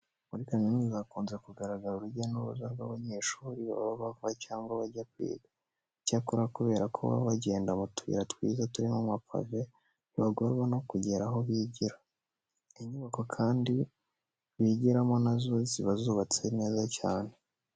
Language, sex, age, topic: Kinyarwanda, male, 18-24, education